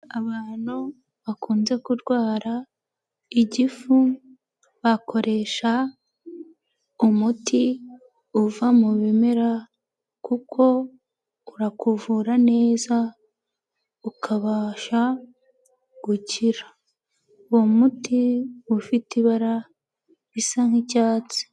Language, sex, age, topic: Kinyarwanda, female, 18-24, health